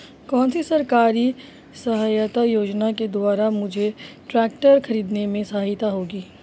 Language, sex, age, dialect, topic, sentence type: Hindi, female, 25-30, Marwari Dhudhari, agriculture, question